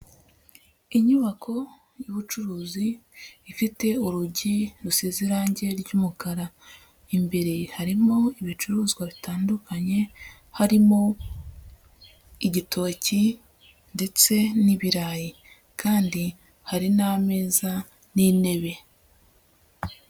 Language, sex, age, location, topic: Kinyarwanda, female, 18-24, Huye, agriculture